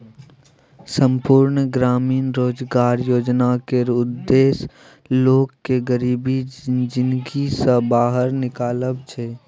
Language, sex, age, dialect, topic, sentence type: Maithili, male, 18-24, Bajjika, banking, statement